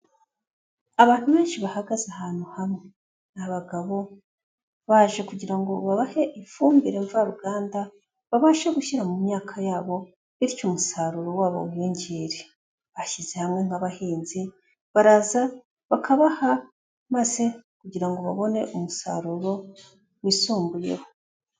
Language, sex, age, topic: Kinyarwanda, female, 25-35, agriculture